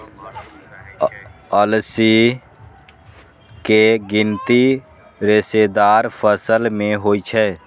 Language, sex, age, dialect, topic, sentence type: Maithili, male, 18-24, Eastern / Thethi, agriculture, statement